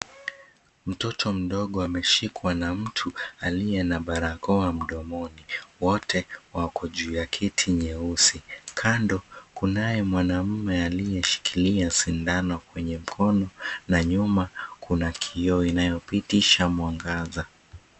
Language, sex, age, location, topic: Swahili, male, 25-35, Mombasa, health